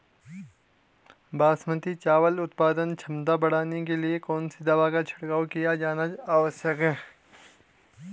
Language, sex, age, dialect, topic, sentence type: Hindi, male, 25-30, Garhwali, agriculture, question